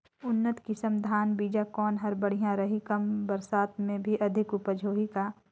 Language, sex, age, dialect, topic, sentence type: Chhattisgarhi, female, 18-24, Northern/Bhandar, agriculture, question